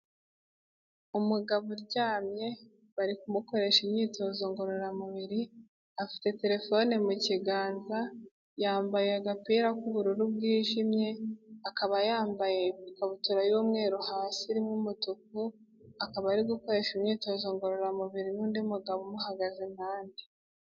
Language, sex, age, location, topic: Kinyarwanda, female, 18-24, Kigali, health